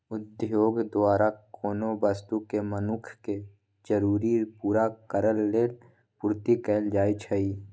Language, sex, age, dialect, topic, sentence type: Magahi, male, 25-30, Western, agriculture, statement